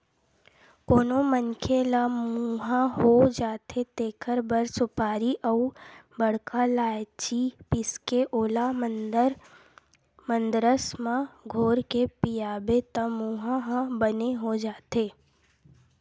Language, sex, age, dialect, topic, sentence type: Chhattisgarhi, female, 18-24, Western/Budati/Khatahi, agriculture, statement